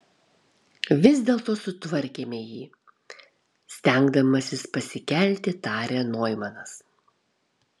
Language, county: Lithuanian, Kaunas